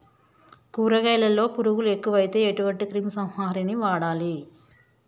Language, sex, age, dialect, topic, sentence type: Telugu, male, 18-24, Telangana, agriculture, question